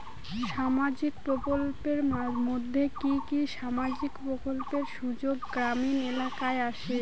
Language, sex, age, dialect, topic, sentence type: Bengali, female, 18-24, Rajbangshi, banking, question